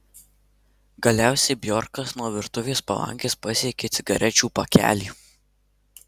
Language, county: Lithuanian, Marijampolė